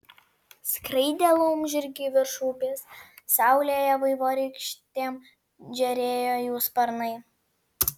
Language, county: Lithuanian, Vilnius